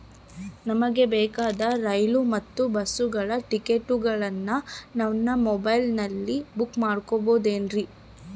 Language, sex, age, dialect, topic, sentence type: Kannada, female, 18-24, Central, banking, question